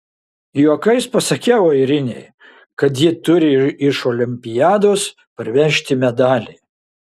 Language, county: Lithuanian, Šiauliai